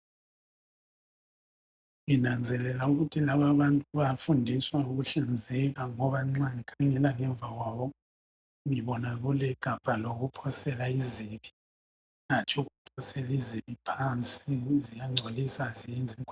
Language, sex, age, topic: North Ndebele, male, 50+, education